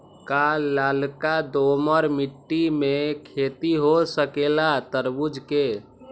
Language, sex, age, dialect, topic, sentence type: Magahi, male, 18-24, Western, agriculture, question